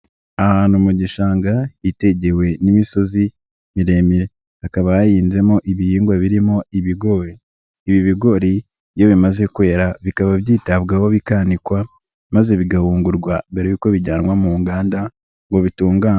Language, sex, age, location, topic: Kinyarwanda, male, 25-35, Nyagatare, agriculture